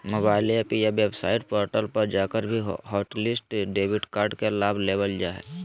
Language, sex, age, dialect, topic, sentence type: Magahi, male, 18-24, Southern, banking, statement